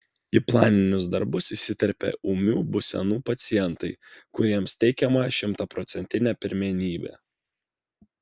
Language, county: Lithuanian, Vilnius